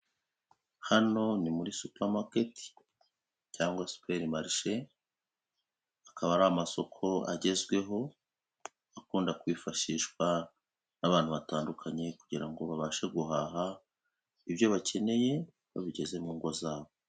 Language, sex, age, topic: Kinyarwanda, male, 36-49, finance